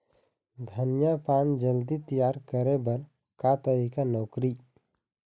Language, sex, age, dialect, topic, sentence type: Chhattisgarhi, male, 25-30, Eastern, agriculture, question